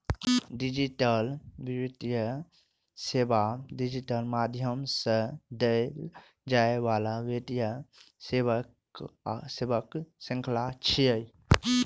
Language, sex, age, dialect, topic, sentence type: Maithili, male, 25-30, Eastern / Thethi, banking, statement